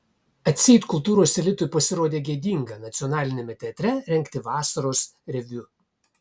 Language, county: Lithuanian, Kaunas